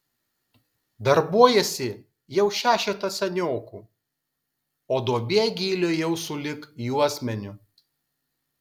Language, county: Lithuanian, Kaunas